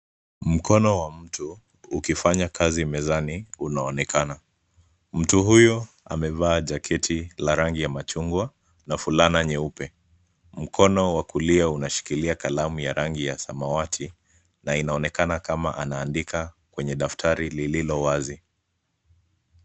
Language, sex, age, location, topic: Swahili, male, 25-35, Nairobi, education